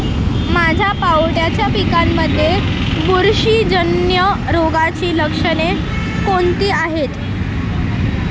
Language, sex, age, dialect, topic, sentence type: Marathi, male, <18, Standard Marathi, agriculture, question